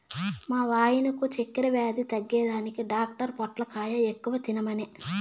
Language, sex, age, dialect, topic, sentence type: Telugu, female, 31-35, Southern, agriculture, statement